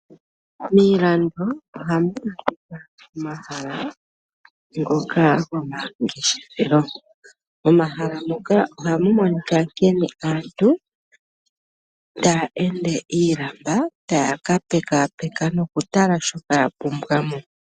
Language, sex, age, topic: Oshiwambo, female, 25-35, finance